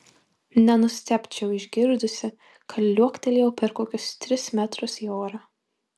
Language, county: Lithuanian, Marijampolė